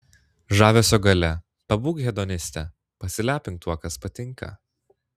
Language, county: Lithuanian, Klaipėda